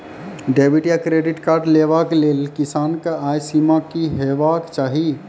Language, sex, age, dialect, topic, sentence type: Maithili, male, 31-35, Angika, banking, question